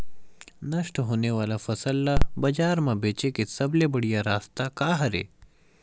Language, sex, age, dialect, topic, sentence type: Chhattisgarhi, male, 18-24, Western/Budati/Khatahi, agriculture, statement